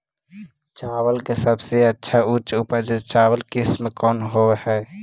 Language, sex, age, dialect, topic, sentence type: Magahi, male, 18-24, Central/Standard, agriculture, question